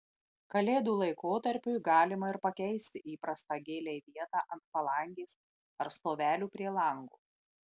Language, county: Lithuanian, Marijampolė